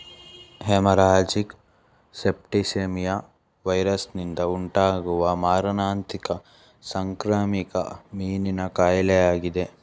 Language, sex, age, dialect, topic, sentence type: Kannada, male, 18-24, Mysore Kannada, agriculture, statement